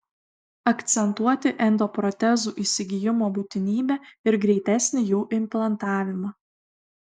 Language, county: Lithuanian, Kaunas